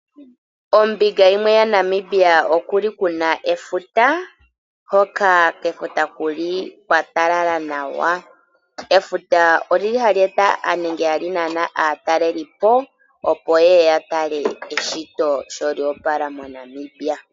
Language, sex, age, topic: Oshiwambo, female, 18-24, agriculture